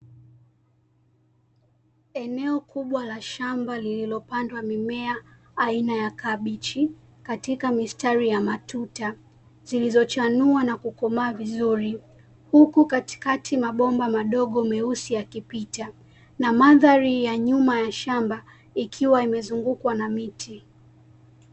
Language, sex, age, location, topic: Swahili, female, 18-24, Dar es Salaam, agriculture